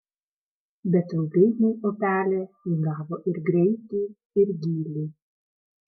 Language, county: Lithuanian, Kaunas